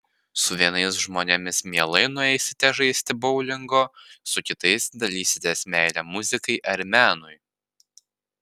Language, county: Lithuanian, Panevėžys